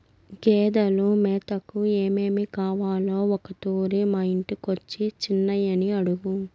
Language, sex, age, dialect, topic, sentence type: Telugu, female, 18-24, Southern, agriculture, statement